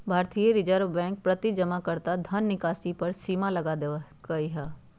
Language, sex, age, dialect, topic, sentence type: Magahi, male, 31-35, Western, banking, statement